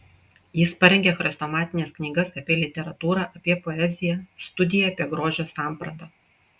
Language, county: Lithuanian, Klaipėda